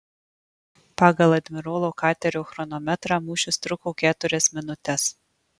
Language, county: Lithuanian, Marijampolė